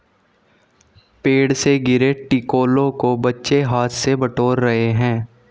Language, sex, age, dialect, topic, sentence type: Hindi, male, 18-24, Hindustani Malvi Khadi Boli, agriculture, statement